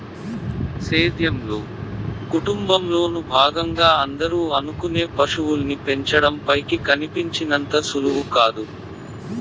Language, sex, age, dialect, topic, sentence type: Telugu, male, 18-24, Central/Coastal, agriculture, statement